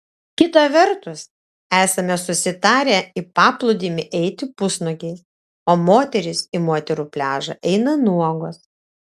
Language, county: Lithuanian, Šiauliai